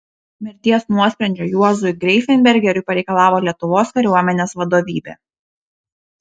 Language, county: Lithuanian, Šiauliai